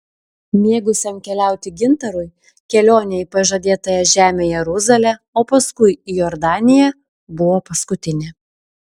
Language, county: Lithuanian, Šiauliai